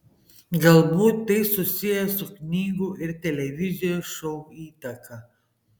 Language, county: Lithuanian, Panevėžys